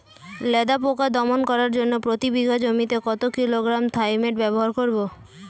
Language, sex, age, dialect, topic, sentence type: Bengali, female, <18, Standard Colloquial, agriculture, question